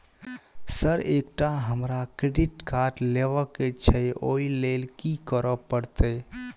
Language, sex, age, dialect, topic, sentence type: Maithili, male, 25-30, Southern/Standard, banking, question